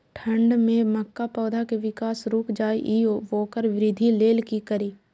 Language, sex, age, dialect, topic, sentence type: Maithili, female, 18-24, Eastern / Thethi, agriculture, question